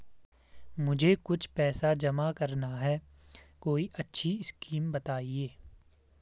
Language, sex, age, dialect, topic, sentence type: Hindi, male, 18-24, Garhwali, banking, question